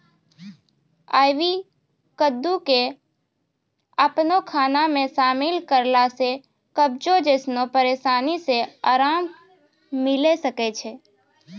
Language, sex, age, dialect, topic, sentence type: Maithili, female, 31-35, Angika, agriculture, statement